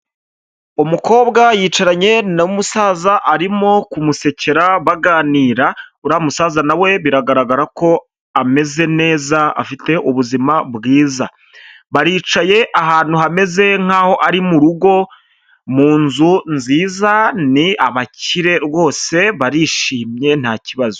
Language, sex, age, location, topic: Kinyarwanda, male, 25-35, Huye, health